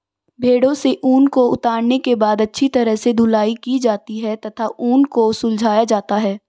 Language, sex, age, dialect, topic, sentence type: Hindi, female, 18-24, Marwari Dhudhari, agriculture, statement